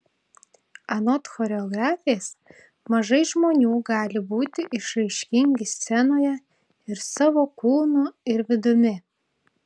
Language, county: Lithuanian, Tauragė